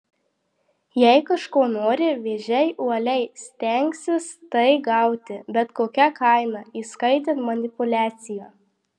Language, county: Lithuanian, Marijampolė